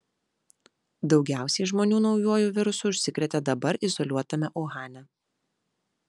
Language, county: Lithuanian, Vilnius